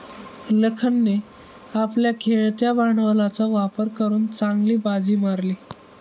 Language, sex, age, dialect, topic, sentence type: Marathi, male, 18-24, Standard Marathi, banking, statement